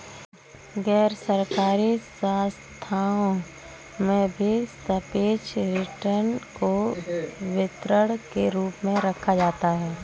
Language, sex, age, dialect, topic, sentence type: Hindi, female, 25-30, Kanauji Braj Bhasha, banking, statement